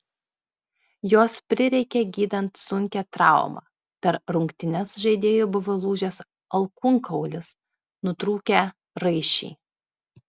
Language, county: Lithuanian, Klaipėda